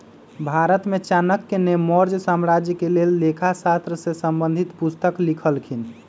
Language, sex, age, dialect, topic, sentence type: Magahi, male, 25-30, Western, banking, statement